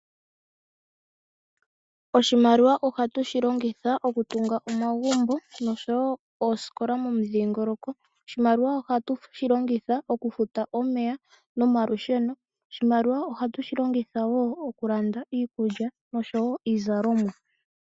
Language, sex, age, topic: Oshiwambo, female, 25-35, finance